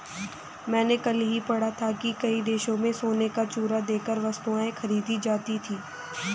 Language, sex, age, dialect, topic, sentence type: Hindi, female, 18-24, Hindustani Malvi Khadi Boli, banking, statement